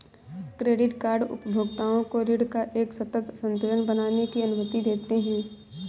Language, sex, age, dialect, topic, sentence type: Hindi, female, 18-24, Awadhi Bundeli, banking, statement